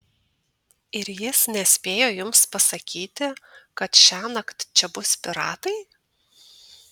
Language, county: Lithuanian, Tauragė